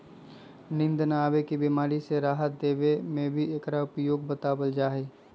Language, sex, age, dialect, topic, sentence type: Magahi, male, 25-30, Western, agriculture, statement